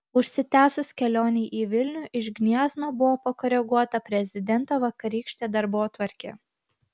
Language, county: Lithuanian, Kaunas